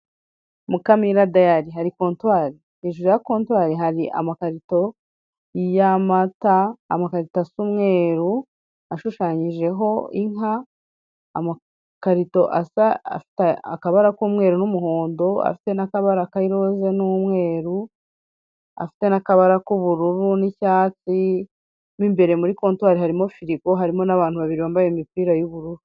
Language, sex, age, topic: Kinyarwanda, female, 36-49, finance